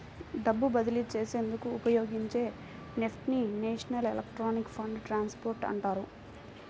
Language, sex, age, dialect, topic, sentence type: Telugu, female, 18-24, Central/Coastal, banking, statement